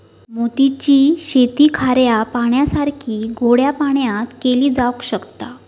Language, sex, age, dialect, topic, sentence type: Marathi, female, 31-35, Southern Konkan, agriculture, statement